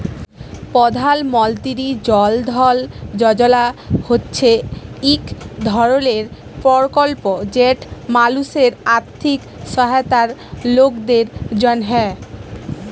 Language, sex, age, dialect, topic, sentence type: Bengali, female, 36-40, Jharkhandi, banking, statement